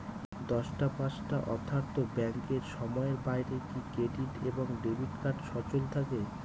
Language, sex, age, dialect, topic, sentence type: Bengali, male, 18-24, Northern/Varendri, banking, question